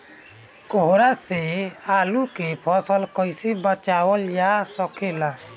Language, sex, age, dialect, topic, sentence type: Bhojpuri, male, 25-30, Northern, agriculture, question